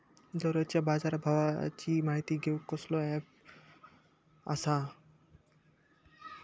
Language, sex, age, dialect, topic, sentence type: Marathi, male, 60-100, Southern Konkan, agriculture, question